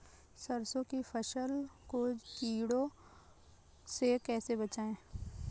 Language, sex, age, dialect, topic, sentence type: Hindi, female, 36-40, Kanauji Braj Bhasha, agriculture, question